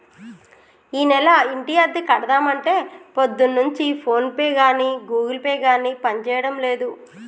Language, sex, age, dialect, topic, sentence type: Telugu, female, 36-40, Telangana, banking, statement